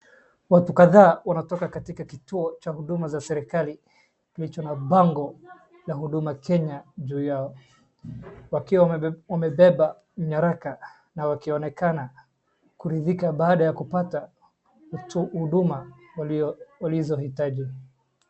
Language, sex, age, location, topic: Swahili, male, 25-35, Wajir, government